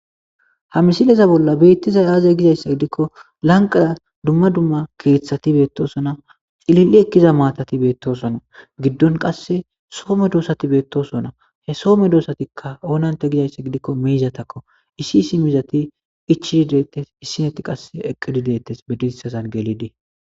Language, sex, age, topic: Gamo, male, 18-24, agriculture